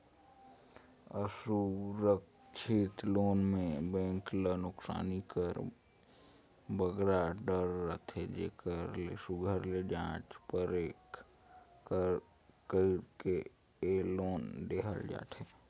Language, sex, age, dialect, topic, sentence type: Chhattisgarhi, male, 18-24, Northern/Bhandar, banking, statement